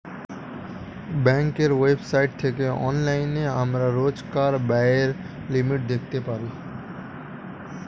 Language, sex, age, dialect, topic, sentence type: Bengali, male, 25-30, Standard Colloquial, banking, statement